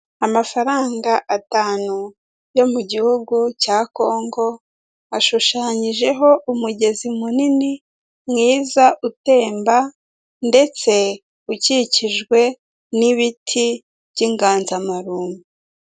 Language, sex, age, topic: Kinyarwanda, female, 18-24, finance